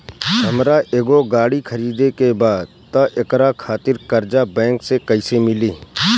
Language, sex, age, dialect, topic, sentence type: Bhojpuri, male, 31-35, Southern / Standard, banking, question